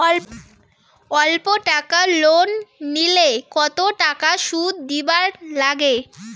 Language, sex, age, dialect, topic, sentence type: Bengali, female, 18-24, Rajbangshi, banking, question